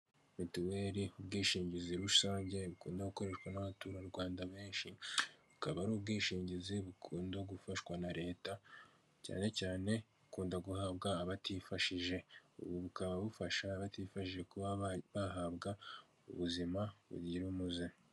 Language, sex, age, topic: Kinyarwanda, male, 18-24, finance